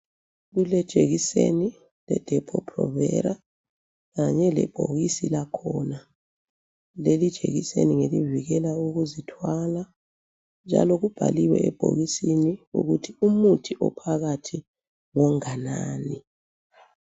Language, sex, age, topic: North Ndebele, female, 36-49, health